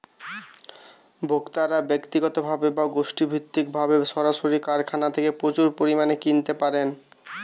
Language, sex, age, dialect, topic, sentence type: Bengali, male, 18-24, Western, agriculture, statement